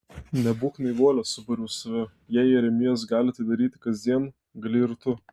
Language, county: Lithuanian, Telšiai